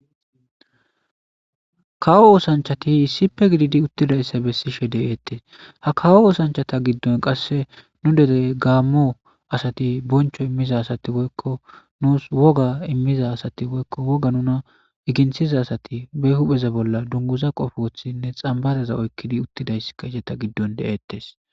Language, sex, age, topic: Gamo, male, 25-35, government